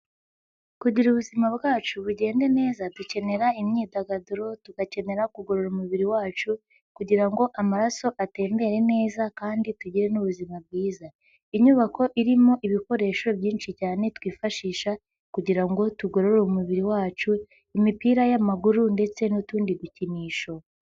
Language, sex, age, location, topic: Kinyarwanda, female, 50+, Nyagatare, education